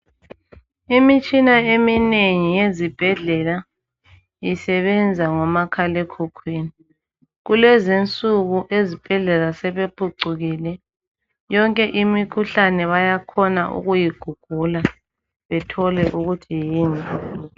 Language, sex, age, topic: North Ndebele, female, 25-35, health